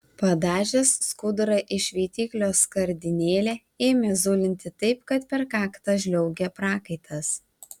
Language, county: Lithuanian, Vilnius